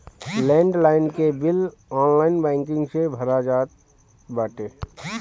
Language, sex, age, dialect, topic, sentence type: Bhojpuri, male, 25-30, Northern, banking, statement